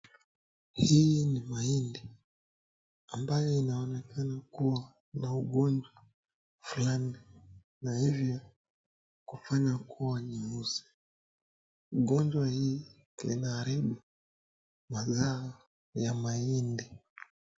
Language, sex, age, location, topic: Swahili, male, 25-35, Nakuru, agriculture